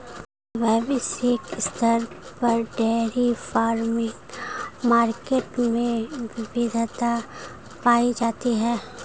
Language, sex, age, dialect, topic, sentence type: Hindi, female, 25-30, Marwari Dhudhari, agriculture, statement